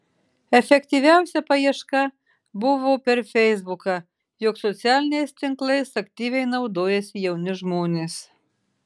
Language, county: Lithuanian, Marijampolė